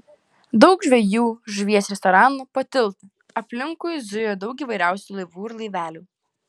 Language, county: Lithuanian, Klaipėda